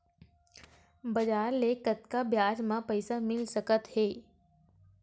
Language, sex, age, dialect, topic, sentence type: Chhattisgarhi, female, 18-24, Western/Budati/Khatahi, banking, question